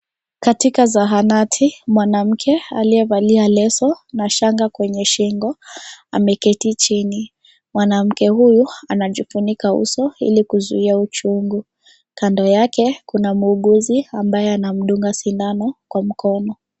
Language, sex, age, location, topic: Swahili, female, 25-35, Kisii, health